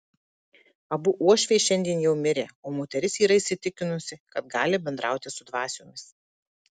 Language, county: Lithuanian, Marijampolė